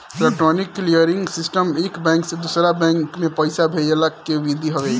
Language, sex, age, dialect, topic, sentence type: Bhojpuri, male, 18-24, Northern, banking, statement